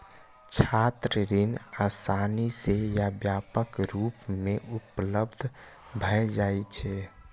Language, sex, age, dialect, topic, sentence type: Maithili, male, 18-24, Eastern / Thethi, banking, statement